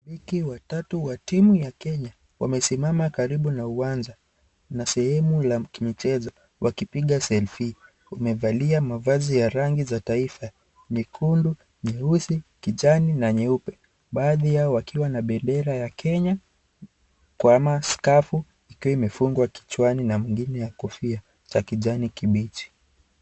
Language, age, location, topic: Swahili, 18-24, Kisii, government